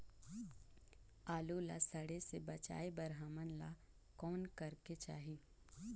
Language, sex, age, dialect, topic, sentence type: Chhattisgarhi, female, 31-35, Northern/Bhandar, agriculture, question